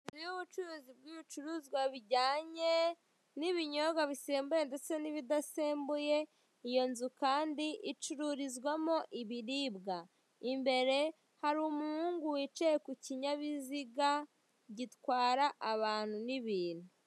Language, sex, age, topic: Kinyarwanda, female, 25-35, finance